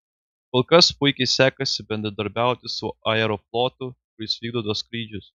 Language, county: Lithuanian, Klaipėda